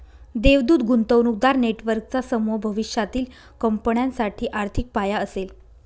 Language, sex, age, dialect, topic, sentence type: Marathi, female, 25-30, Northern Konkan, banking, statement